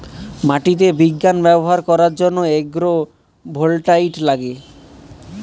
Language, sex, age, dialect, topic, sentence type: Bengali, male, 18-24, Northern/Varendri, agriculture, statement